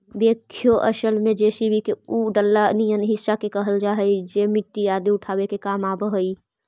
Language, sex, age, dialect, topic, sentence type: Magahi, female, 25-30, Central/Standard, banking, statement